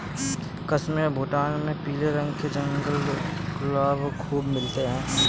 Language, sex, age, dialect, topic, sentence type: Hindi, male, 18-24, Kanauji Braj Bhasha, agriculture, statement